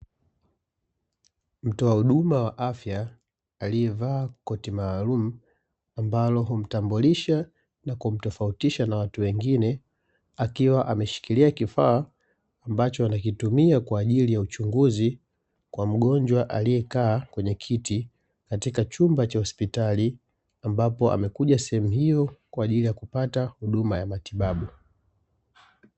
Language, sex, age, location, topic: Swahili, male, 25-35, Dar es Salaam, health